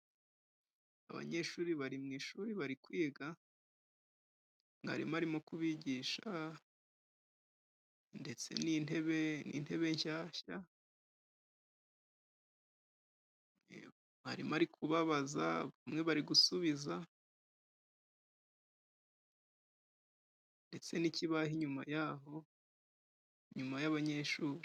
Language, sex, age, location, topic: Kinyarwanda, male, 25-35, Musanze, education